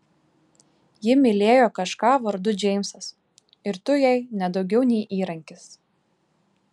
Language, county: Lithuanian, Klaipėda